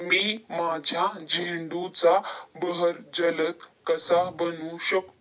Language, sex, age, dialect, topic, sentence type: Marathi, male, 18-24, Standard Marathi, agriculture, question